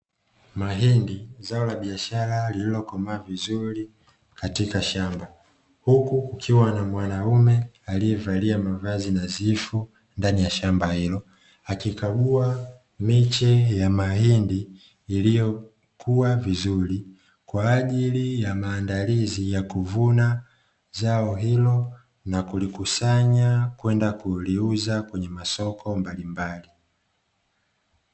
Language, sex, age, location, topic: Swahili, male, 25-35, Dar es Salaam, agriculture